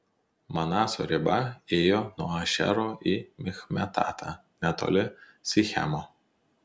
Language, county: Lithuanian, Telšiai